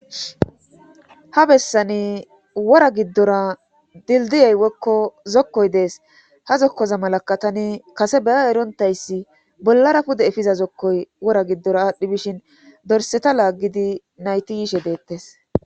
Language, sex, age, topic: Gamo, female, 25-35, government